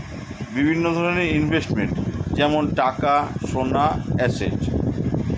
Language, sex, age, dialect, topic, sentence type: Bengali, male, 51-55, Standard Colloquial, banking, statement